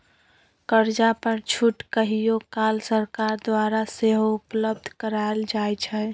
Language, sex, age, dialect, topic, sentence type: Magahi, female, 25-30, Western, banking, statement